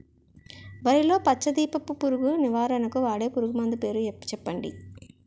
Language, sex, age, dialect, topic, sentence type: Telugu, female, 36-40, Utterandhra, agriculture, question